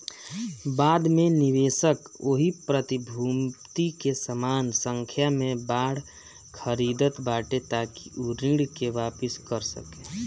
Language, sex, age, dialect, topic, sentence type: Bhojpuri, male, 51-55, Northern, banking, statement